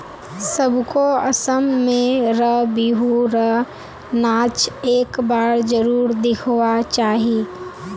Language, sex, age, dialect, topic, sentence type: Magahi, female, 18-24, Northeastern/Surjapuri, agriculture, statement